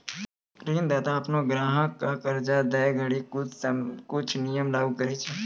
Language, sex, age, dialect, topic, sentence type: Maithili, male, 25-30, Angika, banking, statement